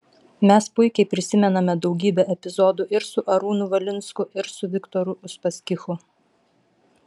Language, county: Lithuanian, Vilnius